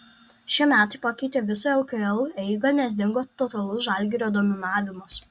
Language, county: Lithuanian, Alytus